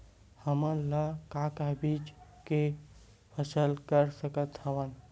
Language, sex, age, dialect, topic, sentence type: Chhattisgarhi, male, 18-24, Western/Budati/Khatahi, agriculture, question